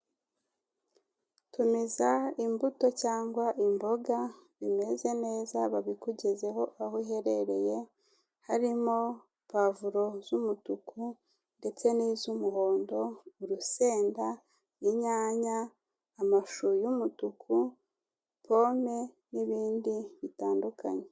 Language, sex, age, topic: Kinyarwanda, female, 36-49, finance